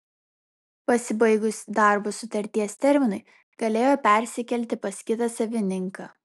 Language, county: Lithuanian, Vilnius